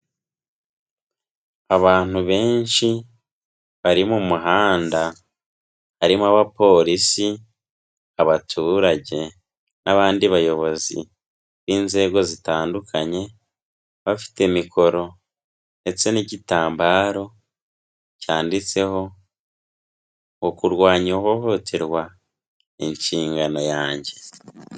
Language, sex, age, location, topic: Kinyarwanda, female, 18-24, Kigali, health